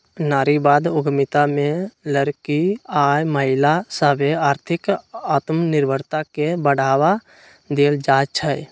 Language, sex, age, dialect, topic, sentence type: Magahi, male, 60-100, Western, banking, statement